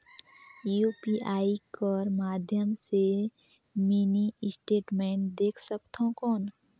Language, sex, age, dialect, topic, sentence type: Chhattisgarhi, female, 18-24, Northern/Bhandar, banking, question